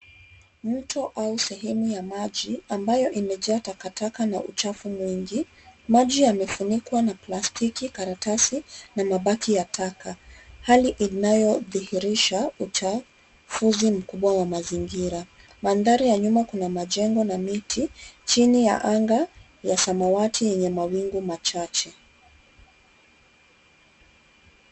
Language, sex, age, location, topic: Swahili, female, 25-35, Nairobi, government